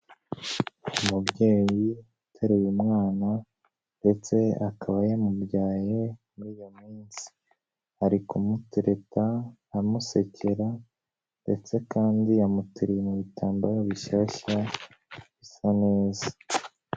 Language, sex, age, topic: Kinyarwanda, male, 18-24, health